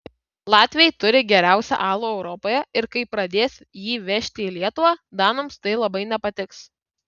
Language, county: Lithuanian, Kaunas